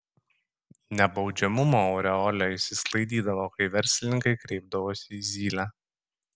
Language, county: Lithuanian, Kaunas